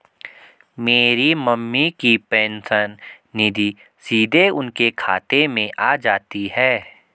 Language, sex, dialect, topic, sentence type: Hindi, male, Garhwali, banking, statement